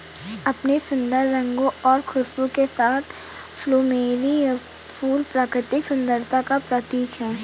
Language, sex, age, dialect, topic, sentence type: Hindi, female, 18-24, Awadhi Bundeli, agriculture, statement